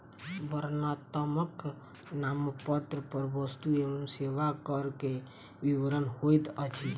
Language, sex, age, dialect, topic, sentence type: Maithili, female, 18-24, Southern/Standard, banking, statement